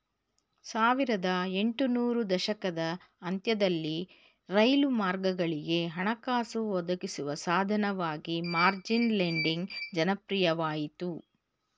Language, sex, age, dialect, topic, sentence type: Kannada, female, 51-55, Mysore Kannada, banking, statement